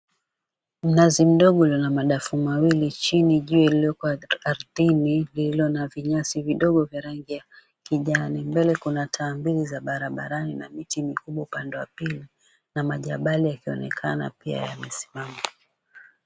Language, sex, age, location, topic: Swahili, female, 36-49, Mombasa, government